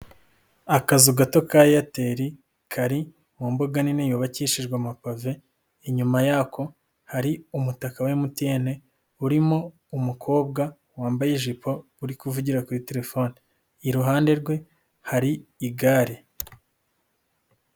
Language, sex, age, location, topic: Kinyarwanda, male, 18-24, Nyagatare, finance